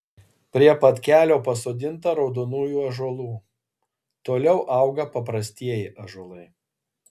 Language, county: Lithuanian, Kaunas